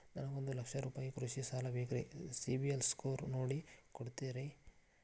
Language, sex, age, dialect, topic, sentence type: Kannada, male, 41-45, Dharwad Kannada, banking, question